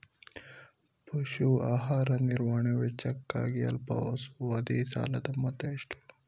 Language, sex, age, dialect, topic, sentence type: Kannada, male, 41-45, Mysore Kannada, agriculture, question